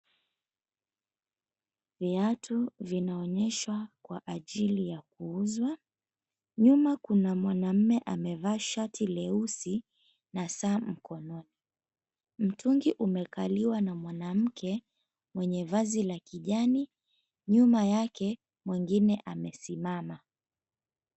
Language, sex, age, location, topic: Swahili, female, 25-35, Mombasa, finance